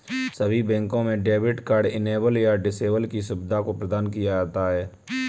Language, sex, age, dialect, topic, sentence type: Hindi, male, 25-30, Kanauji Braj Bhasha, banking, statement